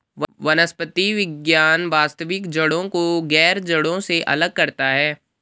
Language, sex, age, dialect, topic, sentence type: Hindi, male, 18-24, Garhwali, agriculture, statement